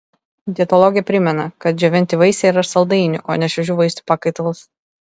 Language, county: Lithuanian, Vilnius